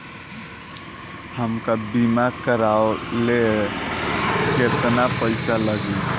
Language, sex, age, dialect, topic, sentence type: Bhojpuri, female, <18, Northern, banking, question